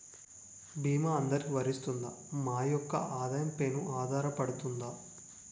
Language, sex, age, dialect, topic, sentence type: Telugu, male, 18-24, Utterandhra, banking, question